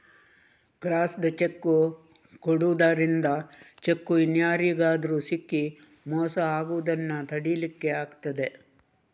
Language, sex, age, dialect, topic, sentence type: Kannada, female, 36-40, Coastal/Dakshin, banking, statement